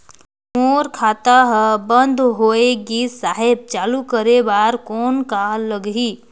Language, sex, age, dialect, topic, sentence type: Chhattisgarhi, female, 18-24, Northern/Bhandar, banking, question